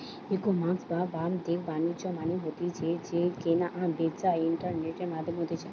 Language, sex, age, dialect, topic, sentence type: Bengali, female, 18-24, Western, banking, statement